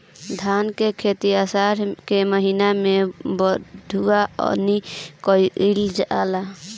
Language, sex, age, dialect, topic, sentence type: Bhojpuri, female, <18, Northern, agriculture, question